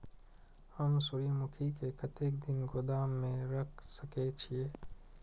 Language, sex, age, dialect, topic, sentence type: Maithili, male, 36-40, Eastern / Thethi, agriculture, question